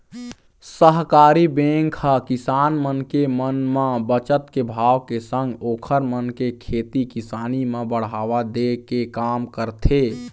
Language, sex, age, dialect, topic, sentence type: Chhattisgarhi, male, 18-24, Eastern, banking, statement